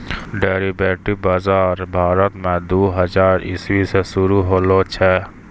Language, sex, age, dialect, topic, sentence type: Maithili, male, 60-100, Angika, banking, statement